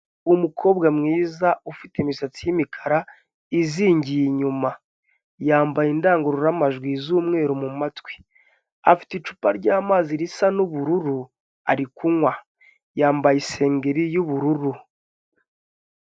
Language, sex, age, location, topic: Kinyarwanda, male, 25-35, Kigali, health